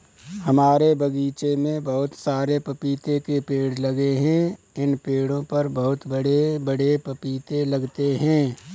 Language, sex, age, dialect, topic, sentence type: Hindi, male, 25-30, Kanauji Braj Bhasha, agriculture, statement